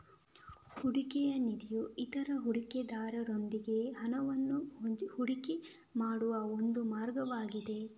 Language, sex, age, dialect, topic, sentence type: Kannada, female, 25-30, Coastal/Dakshin, banking, statement